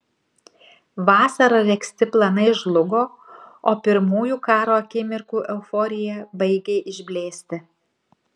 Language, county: Lithuanian, Kaunas